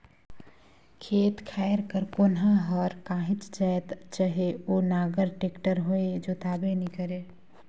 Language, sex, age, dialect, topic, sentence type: Chhattisgarhi, female, 25-30, Northern/Bhandar, agriculture, statement